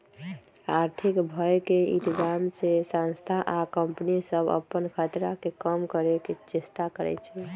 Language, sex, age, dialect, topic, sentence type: Magahi, female, 18-24, Western, banking, statement